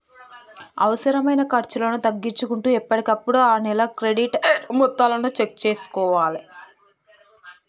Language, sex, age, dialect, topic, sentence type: Telugu, male, 18-24, Telangana, banking, statement